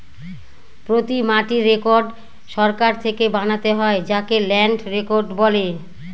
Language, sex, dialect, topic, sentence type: Bengali, female, Northern/Varendri, agriculture, statement